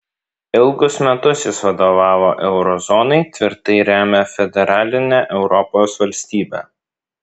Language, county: Lithuanian, Vilnius